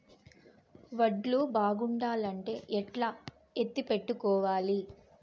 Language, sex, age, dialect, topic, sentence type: Telugu, female, 25-30, Southern, agriculture, question